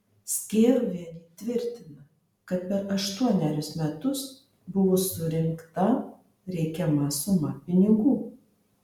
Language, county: Lithuanian, Marijampolė